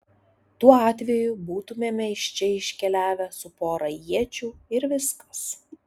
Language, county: Lithuanian, Alytus